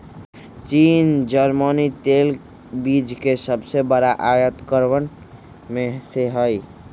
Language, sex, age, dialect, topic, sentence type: Magahi, female, 36-40, Western, agriculture, statement